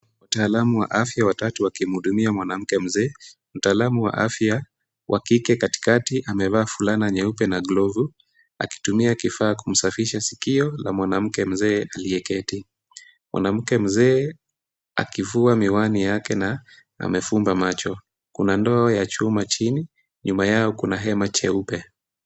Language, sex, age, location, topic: Swahili, female, 18-24, Kisumu, health